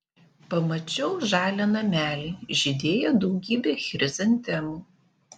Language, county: Lithuanian, Panevėžys